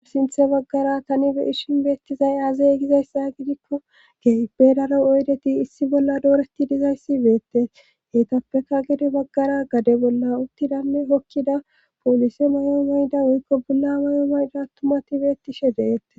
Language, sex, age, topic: Gamo, female, 18-24, government